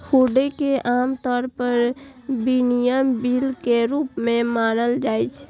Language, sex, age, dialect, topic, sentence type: Maithili, female, 18-24, Eastern / Thethi, banking, statement